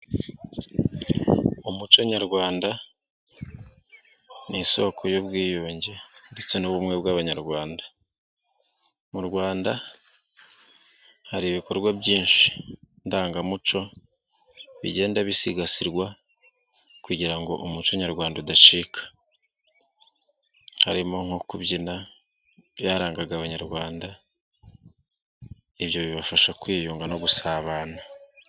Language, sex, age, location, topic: Kinyarwanda, male, 36-49, Nyagatare, government